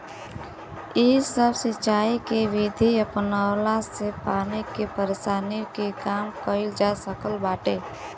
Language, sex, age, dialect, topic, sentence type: Bhojpuri, female, 25-30, Western, agriculture, statement